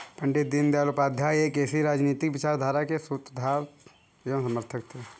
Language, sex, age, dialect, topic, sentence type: Hindi, male, 25-30, Marwari Dhudhari, banking, statement